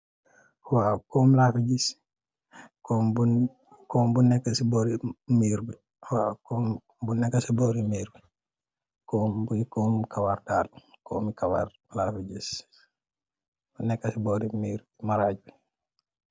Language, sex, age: Wolof, male, 18-24